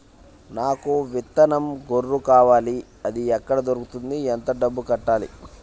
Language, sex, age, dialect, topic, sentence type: Telugu, male, 25-30, Central/Coastal, agriculture, question